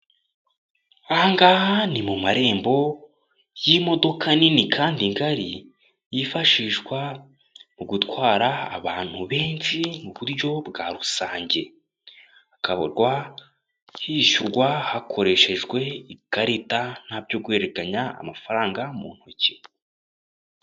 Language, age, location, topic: Kinyarwanda, 18-24, Kigali, government